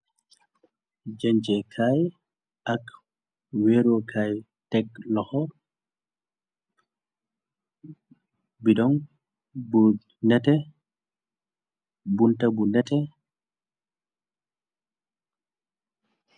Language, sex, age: Wolof, male, 25-35